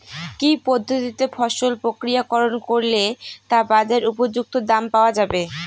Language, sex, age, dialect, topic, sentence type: Bengali, female, 25-30, Northern/Varendri, agriculture, question